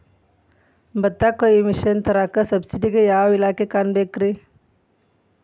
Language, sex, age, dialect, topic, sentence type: Kannada, female, 41-45, Dharwad Kannada, agriculture, question